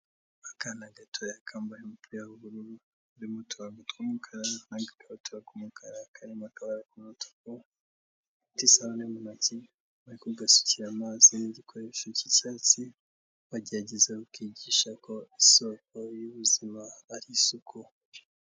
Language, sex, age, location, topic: Kinyarwanda, male, 18-24, Kigali, health